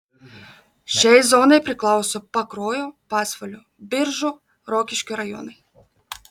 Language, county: Lithuanian, Marijampolė